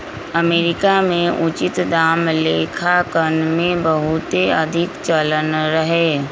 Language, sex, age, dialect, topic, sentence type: Magahi, female, 25-30, Western, banking, statement